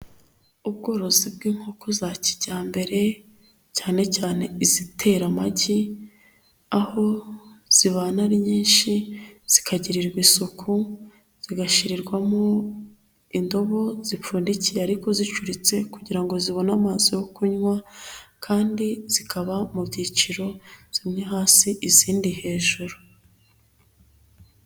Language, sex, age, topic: Kinyarwanda, female, 25-35, agriculture